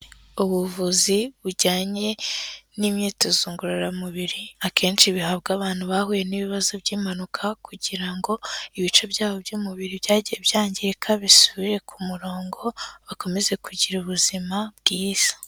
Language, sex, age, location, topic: Kinyarwanda, female, 18-24, Kigali, health